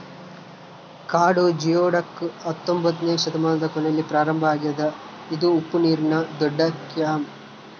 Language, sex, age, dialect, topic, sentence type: Kannada, male, 18-24, Central, agriculture, statement